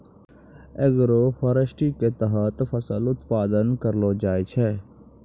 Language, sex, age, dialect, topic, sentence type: Maithili, male, 56-60, Angika, agriculture, statement